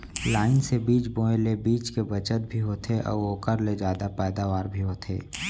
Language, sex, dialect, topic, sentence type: Chhattisgarhi, male, Central, agriculture, statement